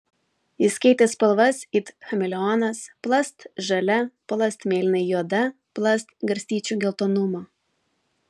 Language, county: Lithuanian, Vilnius